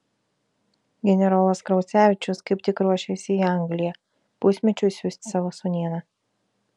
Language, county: Lithuanian, Vilnius